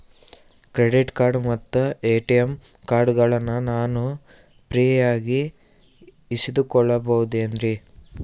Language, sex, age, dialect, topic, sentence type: Kannada, male, 18-24, Central, banking, question